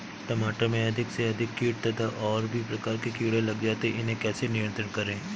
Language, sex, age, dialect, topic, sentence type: Hindi, male, 31-35, Awadhi Bundeli, agriculture, question